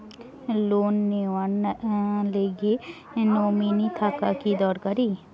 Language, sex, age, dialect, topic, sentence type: Bengali, female, 18-24, Rajbangshi, banking, question